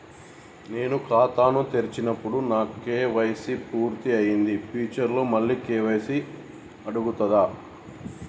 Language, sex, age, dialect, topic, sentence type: Telugu, male, 41-45, Telangana, banking, question